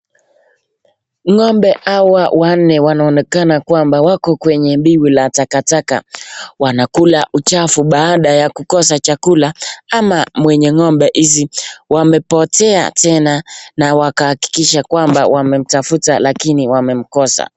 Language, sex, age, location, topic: Swahili, male, 25-35, Nakuru, agriculture